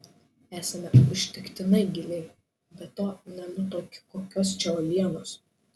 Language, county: Lithuanian, Šiauliai